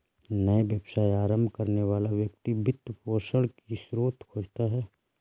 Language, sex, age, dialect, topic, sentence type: Hindi, male, 25-30, Awadhi Bundeli, banking, statement